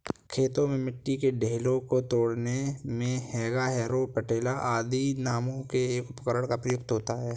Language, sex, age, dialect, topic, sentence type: Hindi, male, 18-24, Kanauji Braj Bhasha, agriculture, statement